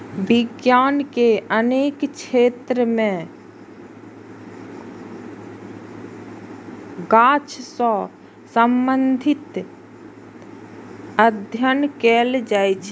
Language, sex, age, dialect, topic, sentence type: Maithili, female, 25-30, Eastern / Thethi, agriculture, statement